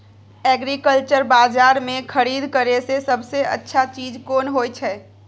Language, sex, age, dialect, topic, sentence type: Maithili, female, 25-30, Bajjika, agriculture, question